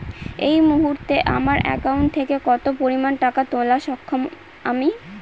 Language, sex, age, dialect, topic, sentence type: Bengali, female, 18-24, Northern/Varendri, banking, question